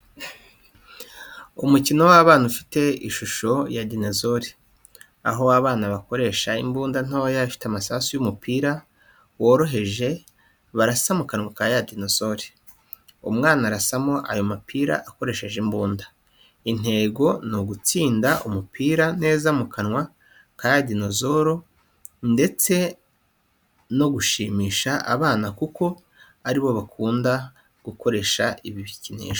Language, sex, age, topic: Kinyarwanda, male, 25-35, education